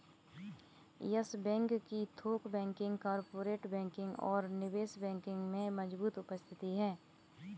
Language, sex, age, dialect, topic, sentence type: Hindi, female, 18-24, Kanauji Braj Bhasha, banking, statement